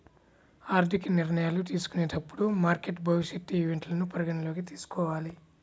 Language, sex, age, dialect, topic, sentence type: Telugu, male, 18-24, Central/Coastal, banking, statement